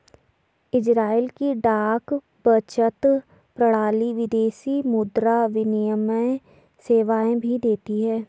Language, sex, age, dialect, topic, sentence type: Hindi, female, 60-100, Garhwali, banking, statement